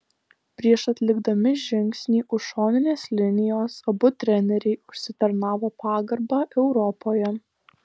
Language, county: Lithuanian, Alytus